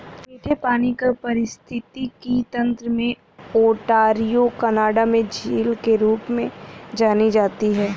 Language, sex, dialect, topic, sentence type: Hindi, female, Hindustani Malvi Khadi Boli, agriculture, statement